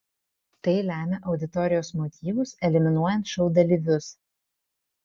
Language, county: Lithuanian, Vilnius